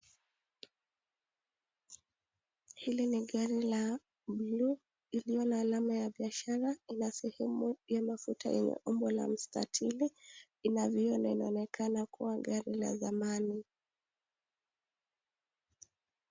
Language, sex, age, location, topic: Swahili, female, 18-24, Nakuru, finance